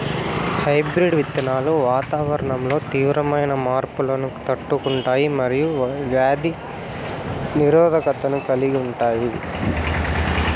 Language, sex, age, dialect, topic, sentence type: Telugu, male, 18-24, Southern, agriculture, statement